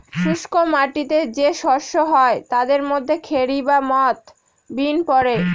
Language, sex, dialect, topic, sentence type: Bengali, female, Northern/Varendri, agriculture, statement